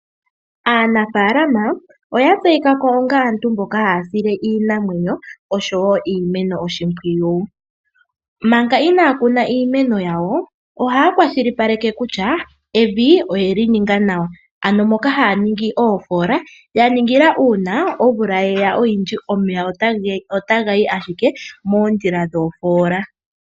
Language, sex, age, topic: Oshiwambo, female, 18-24, agriculture